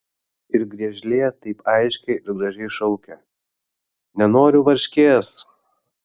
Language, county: Lithuanian, Vilnius